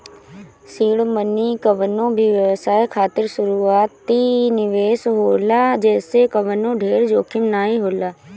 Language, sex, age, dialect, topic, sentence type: Bhojpuri, female, 18-24, Northern, banking, statement